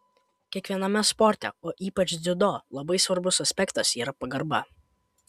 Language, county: Lithuanian, Kaunas